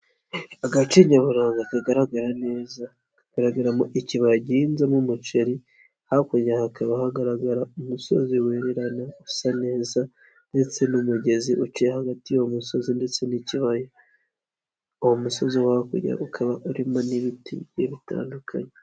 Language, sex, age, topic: Kinyarwanda, male, 25-35, agriculture